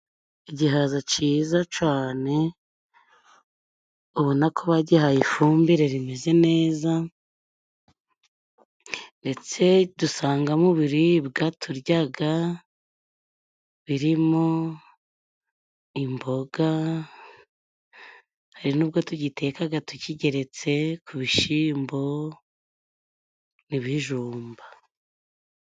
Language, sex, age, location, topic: Kinyarwanda, female, 25-35, Musanze, agriculture